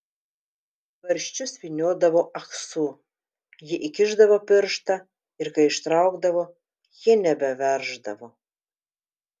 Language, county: Lithuanian, Telšiai